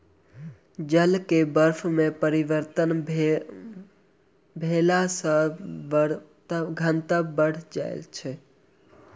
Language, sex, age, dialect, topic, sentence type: Maithili, male, 18-24, Southern/Standard, agriculture, statement